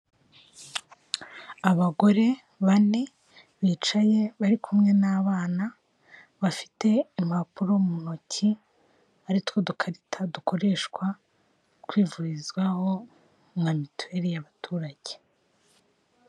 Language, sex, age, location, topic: Kinyarwanda, female, 25-35, Kigali, finance